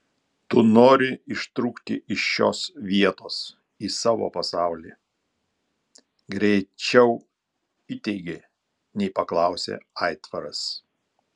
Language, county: Lithuanian, Telšiai